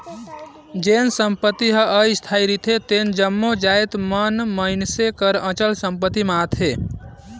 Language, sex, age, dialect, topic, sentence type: Chhattisgarhi, male, 18-24, Northern/Bhandar, banking, statement